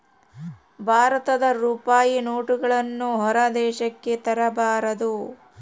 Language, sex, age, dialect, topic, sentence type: Kannada, female, 36-40, Central, banking, statement